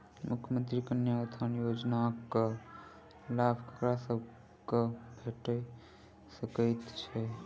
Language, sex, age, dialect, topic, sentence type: Maithili, male, 18-24, Southern/Standard, banking, question